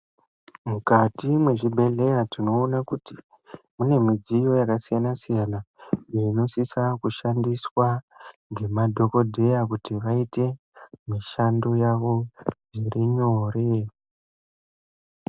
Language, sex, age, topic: Ndau, female, 18-24, health